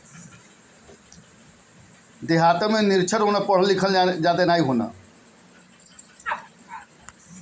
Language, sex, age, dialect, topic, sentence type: Bhojpuri, male, 51-55, Northern, agriculture, statement